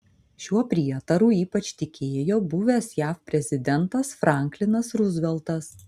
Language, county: Lithuanian, Vilnius